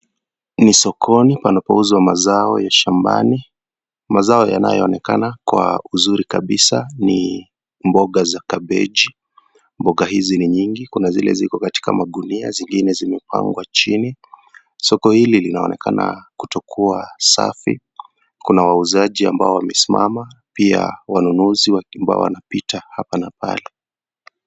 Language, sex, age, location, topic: Swahili, male, 25-35, Kisii, finance